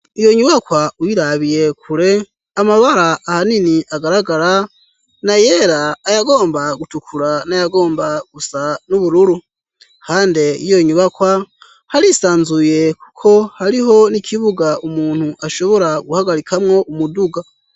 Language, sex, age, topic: Rundi, male, 18-24, education